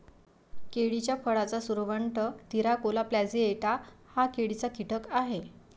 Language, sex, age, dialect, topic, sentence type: Marathi, female, 56-60, Varhadi, agriculture, statement